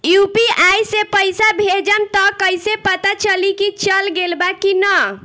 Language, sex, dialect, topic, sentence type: Bhojpuri, female, Northern, banking, question